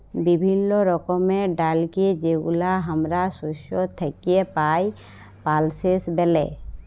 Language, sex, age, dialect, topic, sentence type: Bengali, female, 31-35, Jharkhandi, agriculture, statement